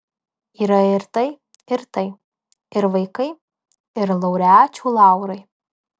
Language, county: Lithuanian, Alytus